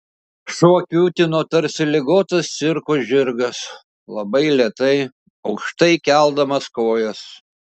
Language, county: Lithuanian, Šiauliai